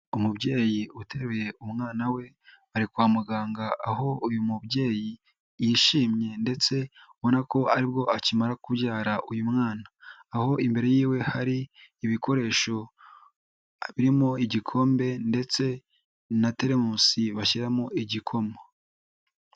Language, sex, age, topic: Kinyarwanda, male, 18-24, health